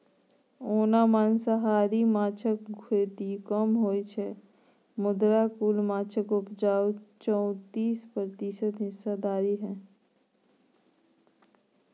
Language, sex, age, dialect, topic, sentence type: Maithili, female, 31-35, Bajjika, agriculture, statement